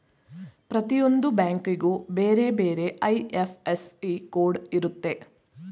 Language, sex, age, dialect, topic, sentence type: Kannada, female, 41-45, Mysore Kannada, banking, statement